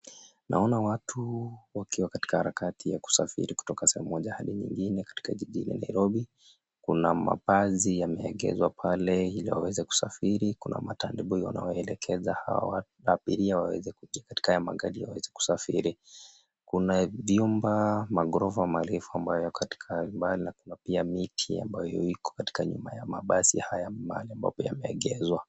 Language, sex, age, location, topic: Swahili, male, 25-35, Nairobi, government